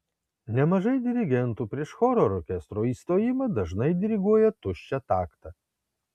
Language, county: Lithuanian, Kaunas